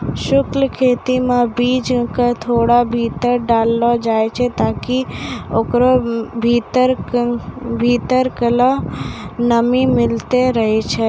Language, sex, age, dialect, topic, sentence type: Maithili, female, 18-24, Angika, agriculture, statement